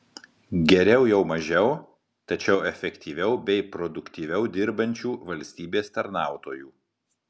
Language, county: Lithuanian, Marijampolė